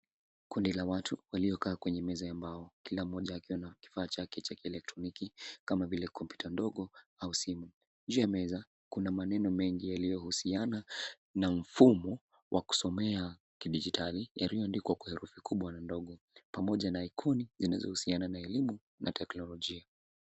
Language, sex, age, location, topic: Swahili, male, 18-24, Nairobi, education